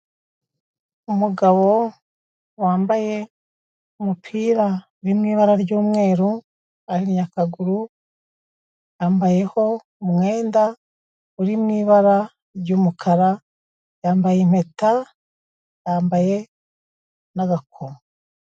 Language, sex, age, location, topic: Kinyarwanda, female, 36-49, Kigali, health